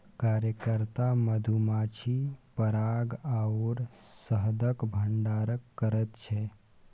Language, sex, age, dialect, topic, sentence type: Maithili, male, 18-24, Bajjika, agriculture, statement